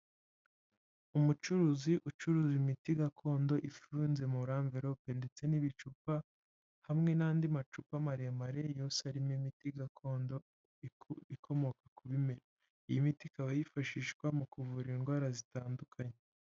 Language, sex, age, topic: Kinyarwanda, female, 25-35, health